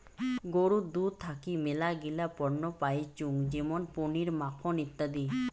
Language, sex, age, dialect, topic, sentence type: Bengali, female, 18-24, Rajbangshi, agriculture, statement